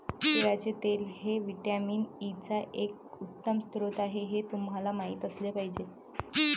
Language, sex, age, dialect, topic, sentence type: Marathi, male, 25-30, Varhadi, agriculture, statement